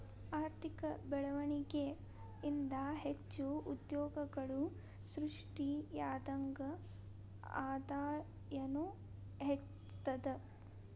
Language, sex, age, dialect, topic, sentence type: Kannada, female, 18-24, Dharwad Kannada, banking, statement